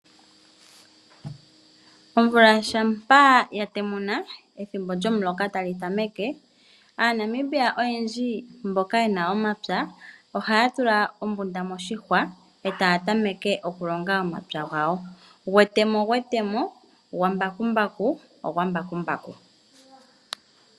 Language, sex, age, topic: Oshiwambo, female, 25-35, agriculture